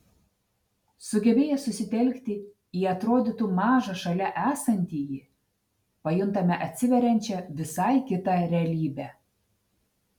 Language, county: Lithuanian, Telšiai